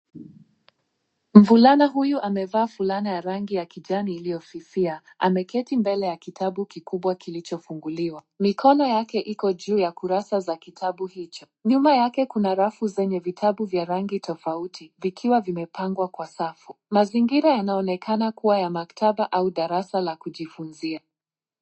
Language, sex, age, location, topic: Swahili, female, 18-24, Nairobi, education